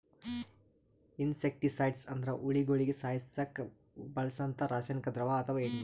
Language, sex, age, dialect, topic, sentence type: Kannada, male, 18-24, Northeastern, agriculture, statement